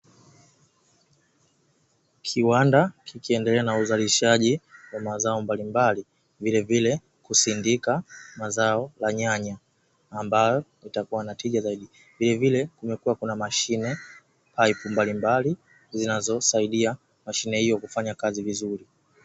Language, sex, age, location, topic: Swahili, male, 18-24, Dar es Salaam, agriculture